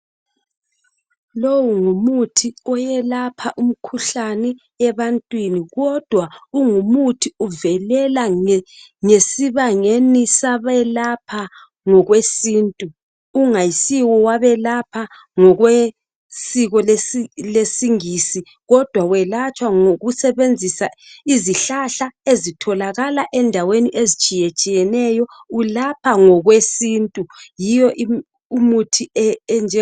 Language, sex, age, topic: North Ndebele, female, 36-49, health